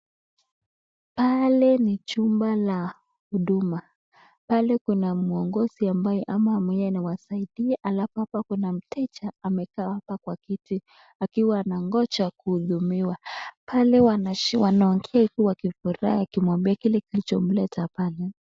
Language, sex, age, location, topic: Swahili, male, 36-49, Nakuru, government